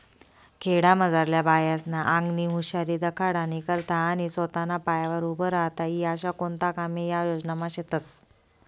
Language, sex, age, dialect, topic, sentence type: Marathi, female, 25-30, Northern Konkan, banking, statement